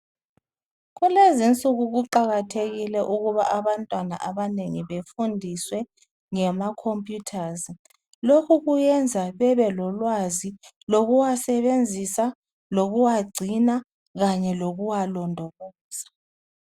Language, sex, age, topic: North Ndebele, female, 36-49, education